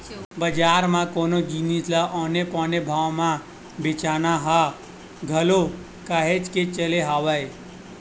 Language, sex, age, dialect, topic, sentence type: Chhattisgarhi, male, 18-24, Western/Budati/Khatahi, banking, statement